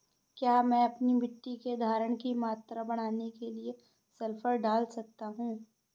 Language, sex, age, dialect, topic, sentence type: Hindi, female, 25-30, Awadhi Bundeli, agriculture, question